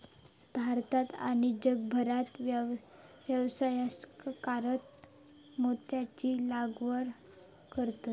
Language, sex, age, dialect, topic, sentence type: Marathi, female, 41-45, Southern Konkan, agriculture, statement